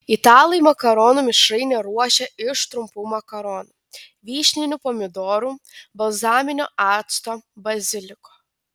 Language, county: Lithuanian, Telšiai